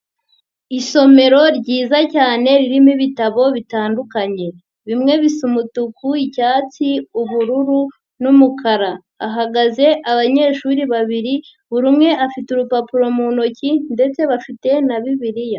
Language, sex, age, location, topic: Kinyarwanda, female, 50+, Nyagatare, education